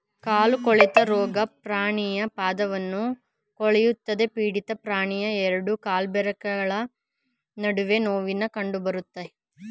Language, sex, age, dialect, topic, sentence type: Kannada, male, 25-30, Mysore Kannada, agriculture, statement